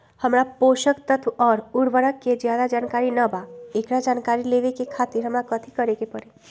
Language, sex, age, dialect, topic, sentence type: Magahi, female, 25-30, Western, agriculture, question